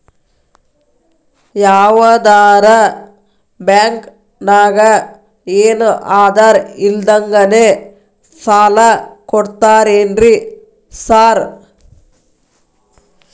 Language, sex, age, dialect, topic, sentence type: Kannada, female, 31-35, Dharwad Kannada, banking, question